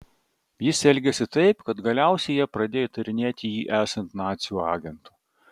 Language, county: Lithuanian, Vilnius